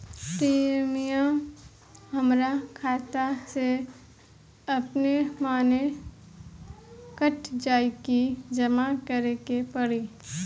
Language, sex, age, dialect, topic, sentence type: Bhojpuri, female, 25-30, Southern / Standard, banking, question